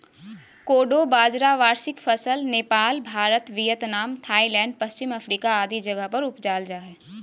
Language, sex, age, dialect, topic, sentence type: Magahi, female, 18-24, Southern, agriculture, statement